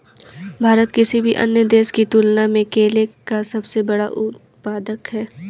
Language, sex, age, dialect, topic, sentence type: Hindi, female, 18-24, Kanauji Braj Bhasha, agriculture, statement